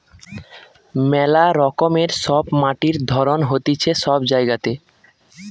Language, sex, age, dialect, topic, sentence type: Bengali, male, 18-24, Western, agriculture, statement